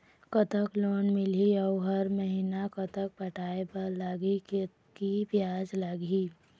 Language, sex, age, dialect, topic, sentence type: Chhattisgarhi, female, 18-24, Eastern, banking, question